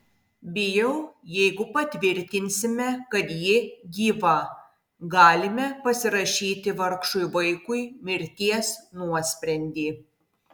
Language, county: Lithuanian, Kaunas